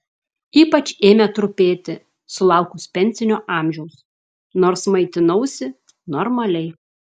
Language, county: Lithuanian, Klaipėda